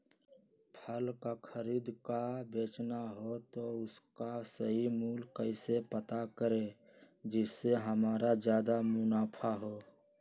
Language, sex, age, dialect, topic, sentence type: Magahi, male, 31-35, Western, agriculture, question